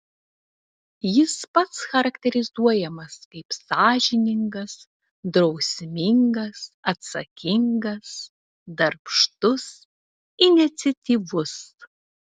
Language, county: Lithuanian, Telšiai